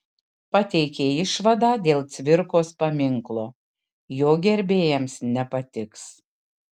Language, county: Lithuanian, Kaunas